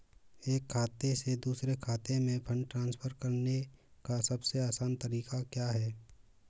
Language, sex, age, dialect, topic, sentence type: Hindi, male, 18-24, Marwari Dhudhari, banking, question